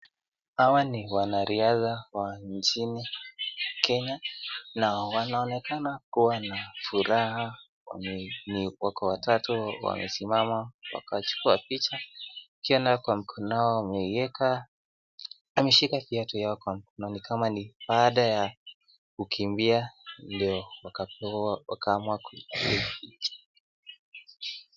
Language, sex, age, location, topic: Swahili, male, 18-24, Nakuru, government